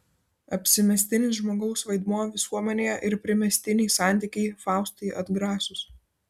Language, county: Lithuanian, Vilnius